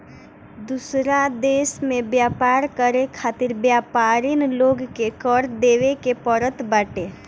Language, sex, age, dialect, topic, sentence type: Bhojpuri, female, 18-24, Northern, banking, statement